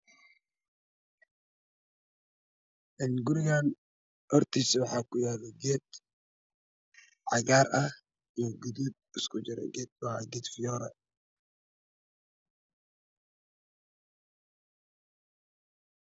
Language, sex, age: Somali, male, 25-35